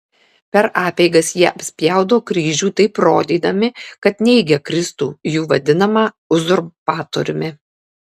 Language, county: Lithuanian, Kaunas